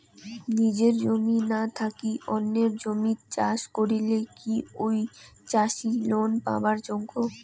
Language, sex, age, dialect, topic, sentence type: Bengali, female, 18-24, Rajbangshi, agriculture, question